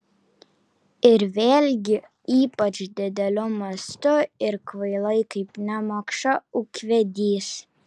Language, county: Lithuanian, Kaunas